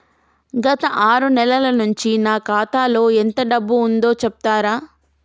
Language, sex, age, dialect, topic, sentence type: Telugu, female, 25-30, Telangana, banking, question